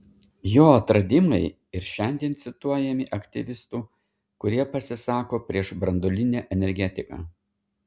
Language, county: Lithuanian, Šiauliai